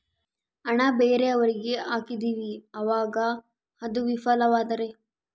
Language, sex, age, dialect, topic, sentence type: Kannada, female, 51-55, Central, banking, question